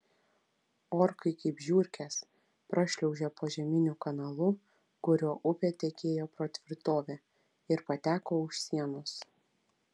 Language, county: Lithuanian, Vilnius